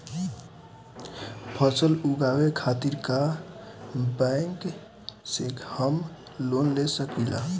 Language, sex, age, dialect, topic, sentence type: Bhojpuri, male, 18-24, Southern / Standard, agriculture, question